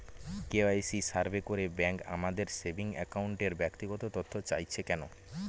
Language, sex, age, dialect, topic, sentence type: Bengali, male, 18-24, Northern/Varendri, banking, question